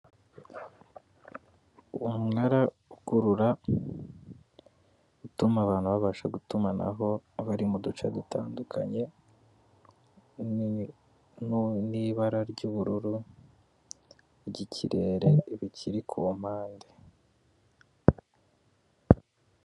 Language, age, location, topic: Kinyarwanda, 18-24, Kigali, government